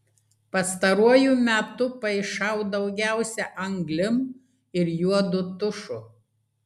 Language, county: Lithuanian, Klaipėda